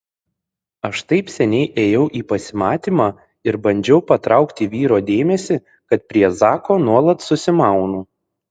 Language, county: Lithuanian, Šiauliai